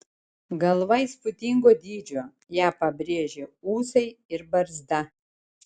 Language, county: Lithuanian, Šiauliai